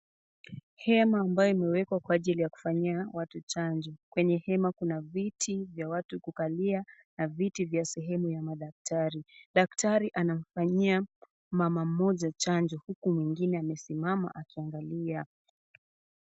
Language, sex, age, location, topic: Swahili, female, 18-24, Kisumu, health